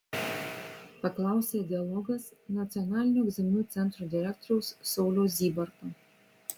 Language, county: Lithuanian, Vilnius